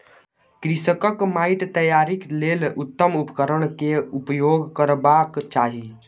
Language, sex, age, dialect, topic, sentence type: Maithili, male, 18-24, Southern/Standard, agriculture, statement